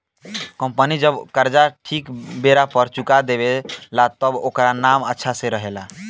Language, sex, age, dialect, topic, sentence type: Bhojpuri, male, <18, Southern / Standard, banking, statement